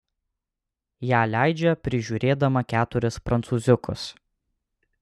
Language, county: Lithuanian, Alytus